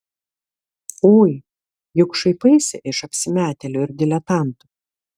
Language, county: Lithuanian, Vilnius